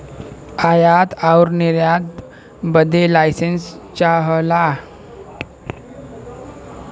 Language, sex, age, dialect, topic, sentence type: Bhojpuri, male, 18-24, Western, agriculture, statement